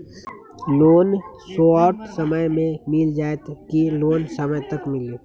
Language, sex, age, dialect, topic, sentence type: Magahi, male, 18-24, Western, banking, question